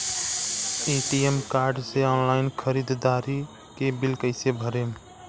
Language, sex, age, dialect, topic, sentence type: Bhojpuri, male, 18-24, Southern / Standard, banking, question